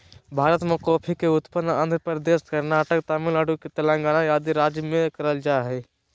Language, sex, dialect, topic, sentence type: Magahi, male, Southern, agriculture, statement